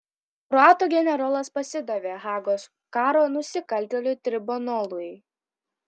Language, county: Lithuanian, Kaunas